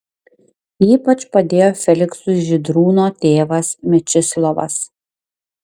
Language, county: Lithuanian, Klaipėda